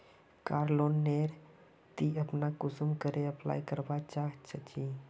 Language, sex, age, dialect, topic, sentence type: Magahi, male, 31-35, Northeastern/Surjapuri, banking, question